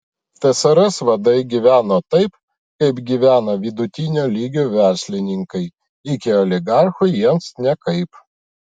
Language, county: Lithuanian, Vilnius